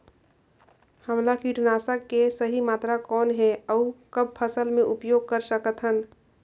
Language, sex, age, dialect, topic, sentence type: Chhattisgarhi, female, 25-30, Northern/Bhandar, agriculture, question